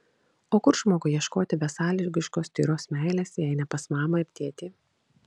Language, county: Lithuanian, Kaunas